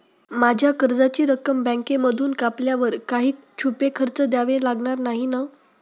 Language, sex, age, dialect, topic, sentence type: Marathi, female, 18-24, Standard Marathi, banking, question